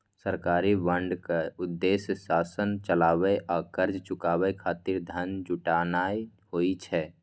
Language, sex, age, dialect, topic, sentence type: Maithili, male, 25-30, Eastern / Thethi, banking, statement